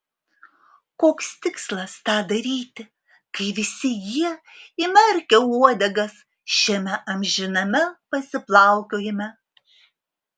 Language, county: Lithuanian, Alytus